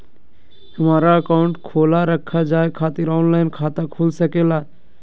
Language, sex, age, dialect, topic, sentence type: Magahi, male, 18-24, Southern, banking, question